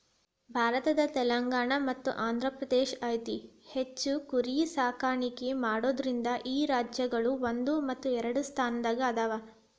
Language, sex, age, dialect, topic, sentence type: Kannada, female, 18-24, Dharwad Kannada, agriculture, statement